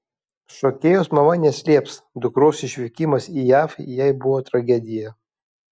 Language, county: Lithuanian, Kaunas